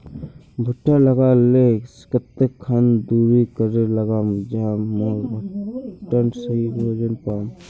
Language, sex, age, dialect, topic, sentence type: Magahi, male, 51-55, Northeastern/Surjapuri, agriculture, question